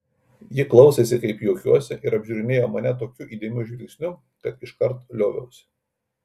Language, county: Lithuanian, Kaunas